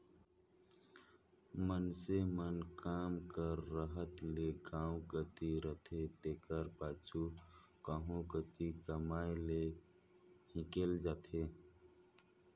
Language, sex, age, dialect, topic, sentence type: Chhattisgarhi, male, 25-30, Northern/Bhandar, agriculture, statement